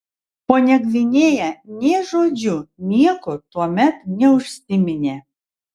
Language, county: Lithuanian, Vilnius